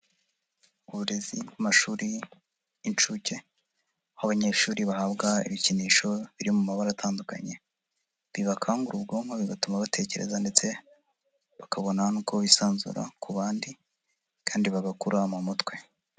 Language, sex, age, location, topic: Kinyarwanda, female, 50+, Nyagatare, education